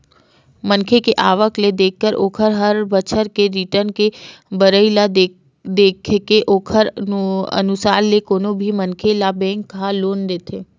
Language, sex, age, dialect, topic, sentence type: Chhattisgarhi, female, 25-30, Western/Budati/Khatahi, banking, statement